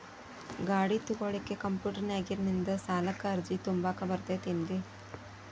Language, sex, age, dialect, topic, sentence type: Kannada, female, 25-30, Dharwad Kannada, banking, question